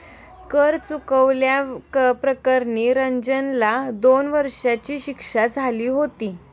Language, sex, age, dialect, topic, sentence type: Marathi, female, 18-24, Standard Marathi, banking, statement